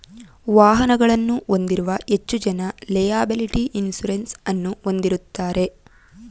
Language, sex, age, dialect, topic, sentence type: Kannada, female, 18-24, Mysore Kannada, banking, statement